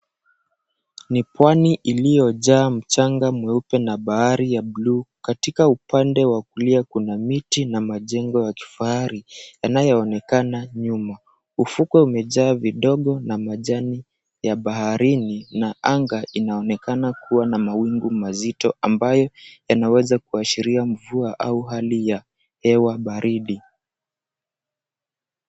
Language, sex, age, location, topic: Swahili, male, 18-24, Mombasa, government